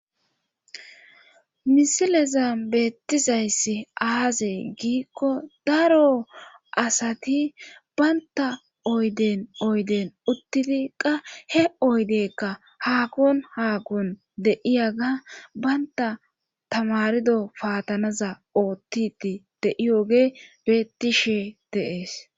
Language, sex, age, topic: Gamo, female, 25-35, government